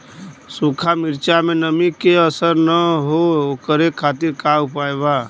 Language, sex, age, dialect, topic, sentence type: Bhojpuri, male, 25-30, Western, agriculture, question